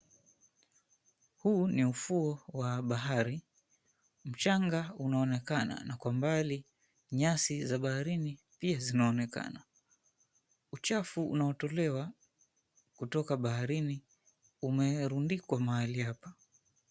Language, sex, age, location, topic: Swahili, male, 25-35, Mombasa, government